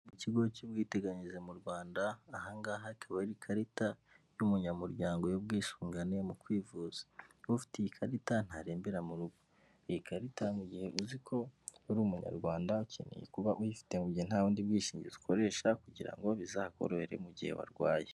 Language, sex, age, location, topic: Kinyarwanda, male, 25-35, Kigali, finance